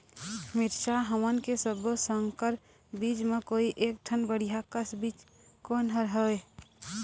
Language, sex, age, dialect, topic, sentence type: Chhattisgarhi, female, 25-30, Eastern, agriculture, question